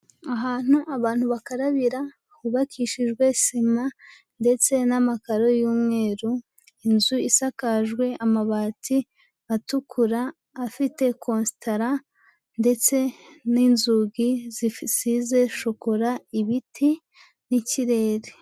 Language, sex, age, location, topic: Kinyarwanda, female, 25-35, Huye, education